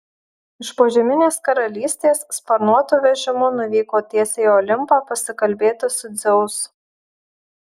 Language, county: Lithuanian, Marijampolė